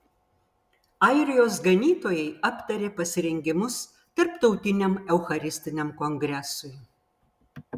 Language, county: Lithuanian, Vilnius